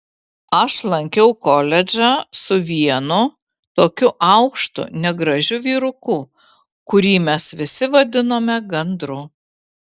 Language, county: Lithuanian, Vilnius